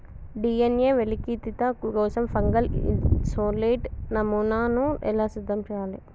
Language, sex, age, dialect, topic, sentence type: Telugu, female, 18-24, Telangana, agriculture, question